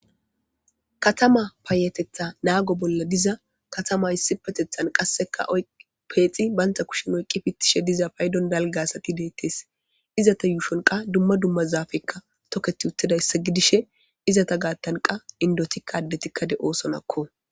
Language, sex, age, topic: Gamo, female, 25-35, government